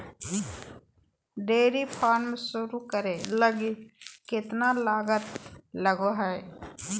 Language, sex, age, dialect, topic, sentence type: Magahi, female, 41-45, Southern, agriculture, statement